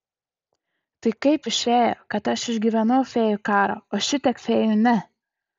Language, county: Lithuanian, Utena